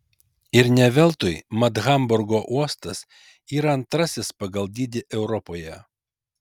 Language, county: Lithuanian, Kaunas